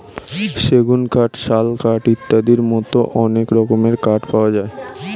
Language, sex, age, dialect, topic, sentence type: Bengali, male, 18-24, Standard Colloquial, agriculture, statement